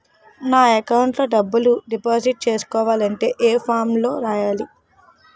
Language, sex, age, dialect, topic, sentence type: Telugu, female, 18-24, Utterandhra, banking, question